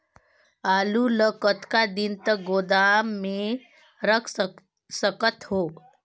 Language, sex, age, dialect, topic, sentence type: Chhattisgarhi, female, 25-30, Northern/Bhandar, agriculture, question